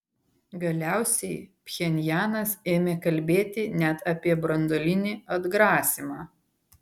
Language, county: Lithuanian, Vilnius